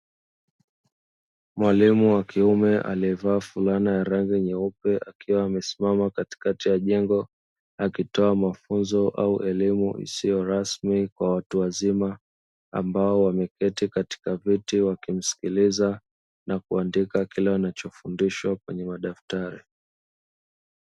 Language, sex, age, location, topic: Swahili, male, 25-35, Dar es Salaam, education